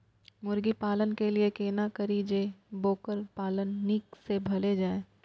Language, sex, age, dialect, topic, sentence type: Maithili, female, 18-24, Eastern / Thethi, agriculture, question